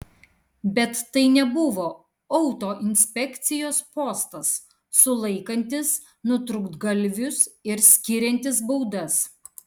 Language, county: Lithuanian, Kaunas